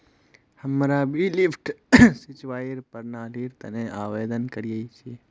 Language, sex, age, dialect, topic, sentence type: Magahi, male, 46-50, Northeastern/Surjapuri, agriculture, statement